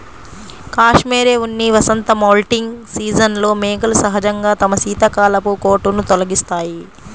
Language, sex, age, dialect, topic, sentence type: Telugu, female, 31-35, Central/Coastal, agriculture, statement